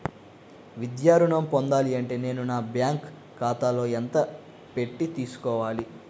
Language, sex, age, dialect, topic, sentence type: Telugu, male, 18-24, Central/Coastal, banking, question